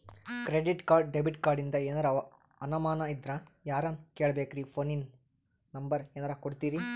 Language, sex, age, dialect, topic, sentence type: Kannada, male, 18-24, Northeastern, banking, question